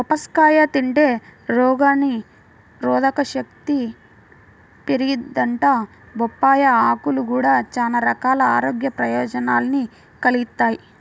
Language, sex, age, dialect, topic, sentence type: Telugu, female, 25-30, Central/Coastal, agriculture, statement